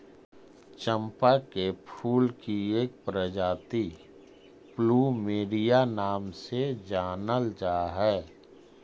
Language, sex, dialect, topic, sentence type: Magahi, male, Central/Standard, agriculture, statement